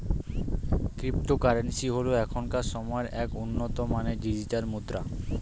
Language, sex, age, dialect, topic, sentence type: Bengali, male, 18-24, Standard Colloquial, banking, statement